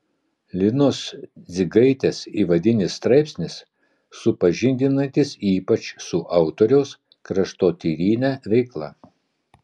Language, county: Lithuanian, Vilnius